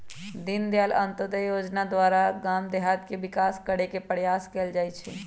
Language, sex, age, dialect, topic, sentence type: Magahi, female, 31-35, Western, banking, statement